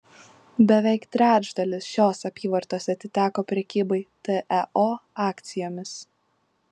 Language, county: Lithuanian, Klaipėda